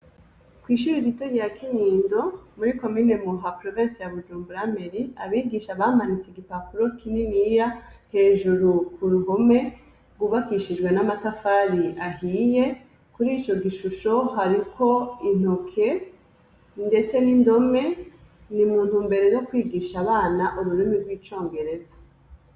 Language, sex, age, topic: Rundi, female, 25-35, education